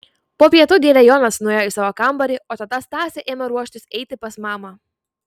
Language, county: Lithuanian, Vilnius